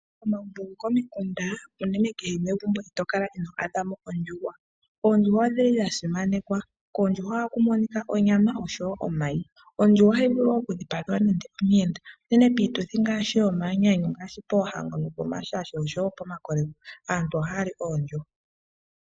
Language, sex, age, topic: Oshiwambo, female, 18-24, agriculture